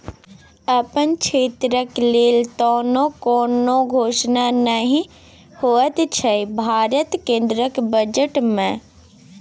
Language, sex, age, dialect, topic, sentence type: Maithili, female, 41-45, Bajjika, banking, statement